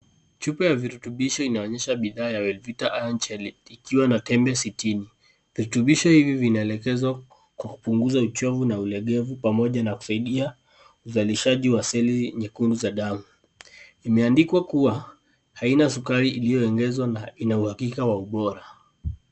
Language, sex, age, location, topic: Swahili, male, 25-35, Kisii, health